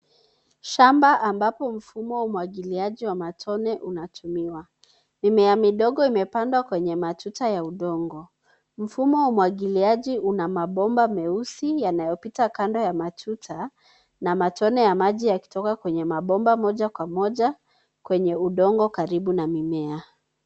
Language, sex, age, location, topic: Swahili, female, 25-35, Nairobi, agriculture